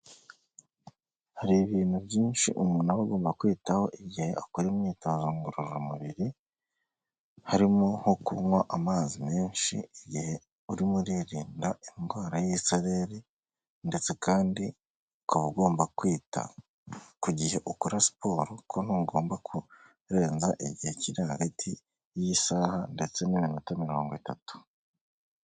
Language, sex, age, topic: Kinyarwanda, male, 25-35, health